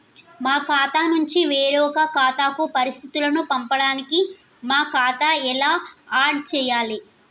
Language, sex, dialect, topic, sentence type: Telugu, female, Telangana, banking, question